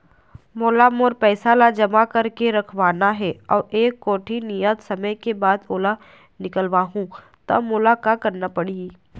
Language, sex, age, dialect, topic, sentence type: Chhattisgarhi, female, 25-30, Eastern, banking, question